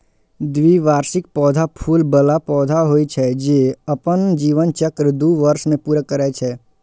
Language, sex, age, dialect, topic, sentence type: Maithili, male, 51-55, Eastern / Thethi, agriculture, statement